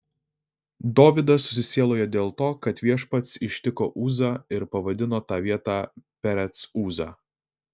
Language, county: Lithuanian, Vilnius